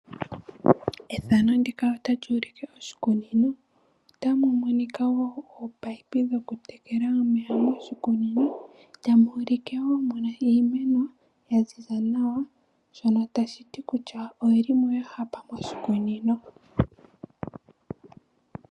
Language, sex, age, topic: Oshiwambo, female, 18-24, agriculture